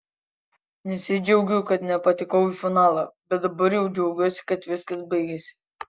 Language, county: Lithuanian, Kaunas